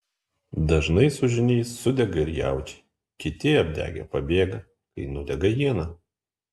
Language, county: Lithuanian, Kaunas